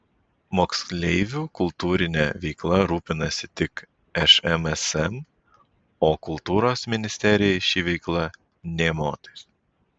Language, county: Lithuanian, Vilnius